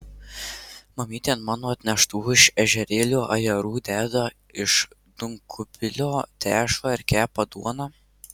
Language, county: Lithuanian, Marijampolė